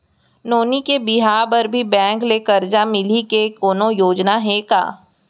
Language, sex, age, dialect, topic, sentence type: Chhattisgarhi, female, 60-100, Central, banking, question